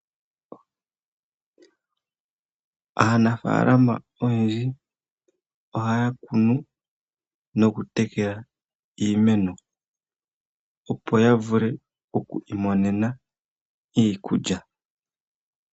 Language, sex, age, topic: Oshiwambo, male, 25-35, agriculture